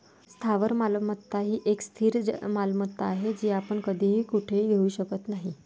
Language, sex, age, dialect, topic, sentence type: Marathi, female, 41-45, Varhadi, banking, statement